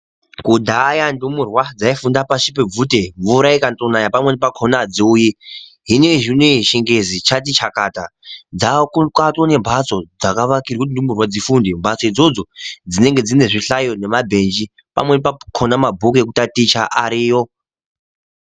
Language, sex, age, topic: Ndau, male, 18-24, education